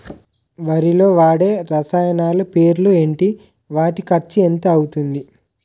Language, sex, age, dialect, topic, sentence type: Telugu, male, 18-24, Utterandhra, agriculture, question